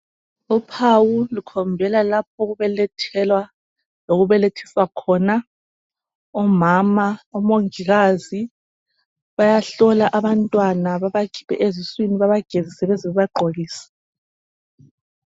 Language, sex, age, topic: North Ndebele, male, 25-35, health